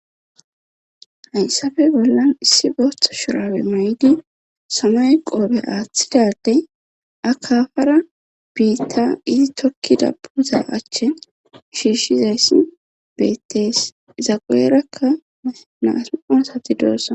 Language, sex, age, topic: Gamo, female, 18-24, government